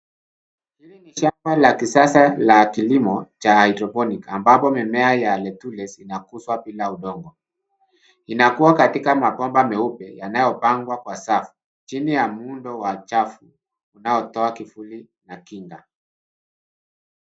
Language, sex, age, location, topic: Swahili, male, 50+, Nairobi, agriculture